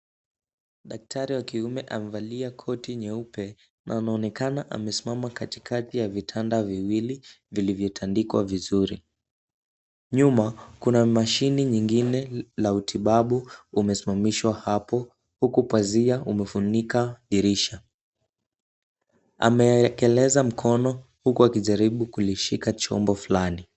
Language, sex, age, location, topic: Swahili, male, 18-24, Kisumu, health